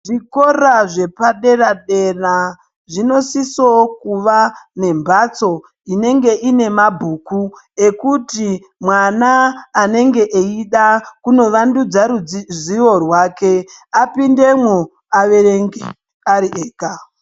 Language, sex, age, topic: Ndau, male, 25-35, education